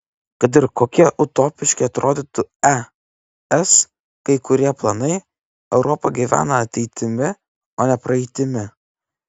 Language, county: Lithuanian, Klaipėda